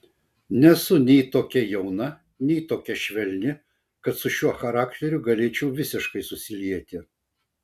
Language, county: Lithuanian, Vilnius